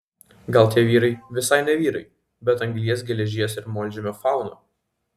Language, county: Lithuanian, Vilnius